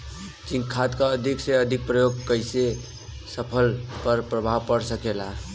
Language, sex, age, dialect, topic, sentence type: Bhojpuri, male, 18-24, Western, agriculture, question